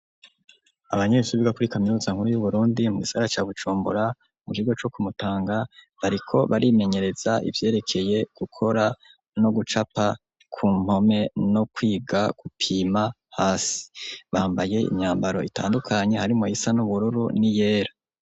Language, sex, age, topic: Rundi, male, 25-35, education